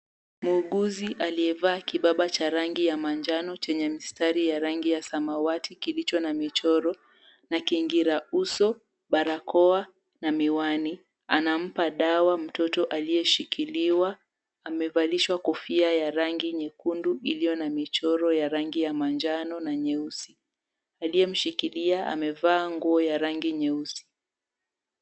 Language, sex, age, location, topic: Swahili, female, 18-24, Mombasa, health